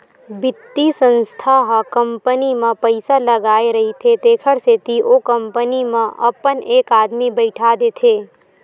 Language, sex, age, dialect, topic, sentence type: Chhattisgarhi, female, 18-24, Western/Budati/Khatahi, banking, statement